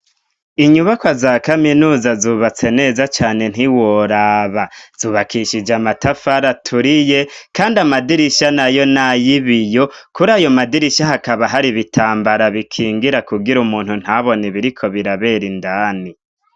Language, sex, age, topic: Rundi, male, 25-35, education